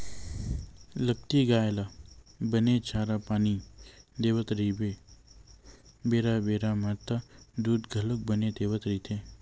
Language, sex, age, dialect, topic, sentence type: Chhattisgarhi, male, 18-24, Western/Budati/Khatahi, agriculture, statement